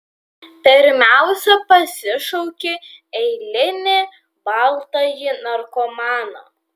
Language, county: Lithuanian, Vilnius